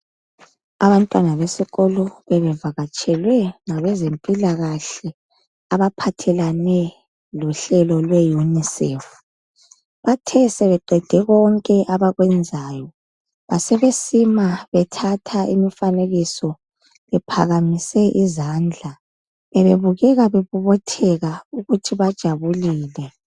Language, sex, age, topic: North Ndebele, female, 25-35, health